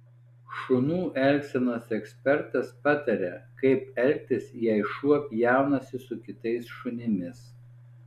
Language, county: Lithuanian, Alytus